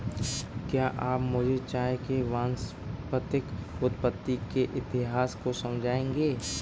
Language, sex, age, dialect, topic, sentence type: Hindi, male, 18-24, Kanauji Braj Bhasha, agriculture, statement